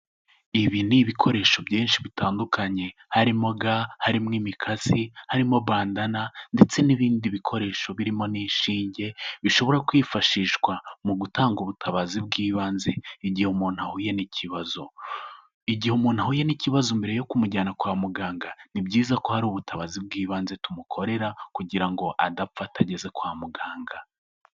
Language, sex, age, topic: Kinyarwanda, male, 18-24, health